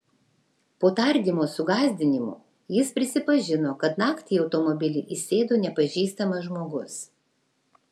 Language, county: Lithuanian, Vilnius